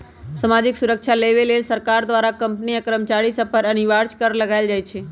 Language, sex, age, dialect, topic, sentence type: Magahi, male, 31-35, Western, banking, statement